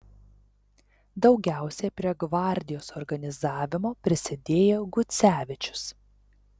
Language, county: Lithuanian, Telšiai